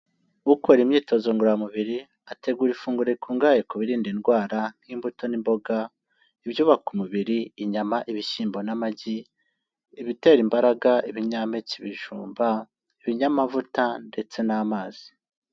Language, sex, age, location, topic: Kinyarwanda, male, 18-24, Kigali, health